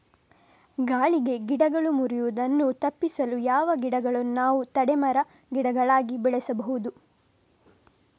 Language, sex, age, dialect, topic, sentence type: Kannada, female, 18-24, Coastal/Dakshin, agriculture, question